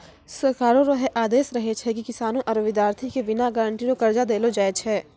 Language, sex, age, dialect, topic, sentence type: Maithili, female, 46-50, Angika, banking, statement